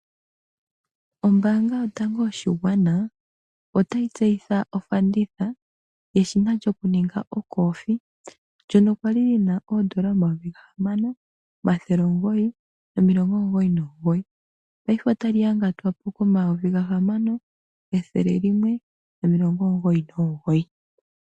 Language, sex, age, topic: Oshiwambo, female, 25-35, finance